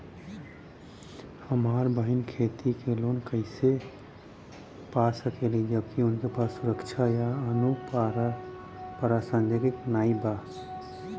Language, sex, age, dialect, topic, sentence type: Bhojpuri, male, 31-35, Western, agriculture, statement